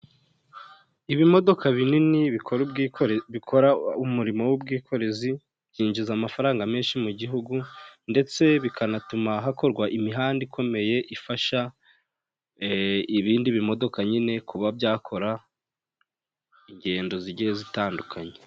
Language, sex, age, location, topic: Kinyarwanda, male, 18-24, Huye, government